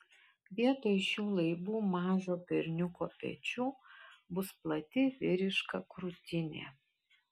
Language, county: Lithuanian, Kaunas